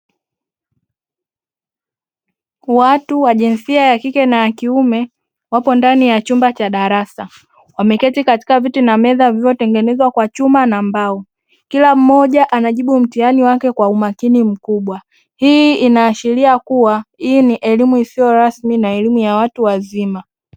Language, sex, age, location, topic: Swahili, female, 25-35, Dar es Salaam, education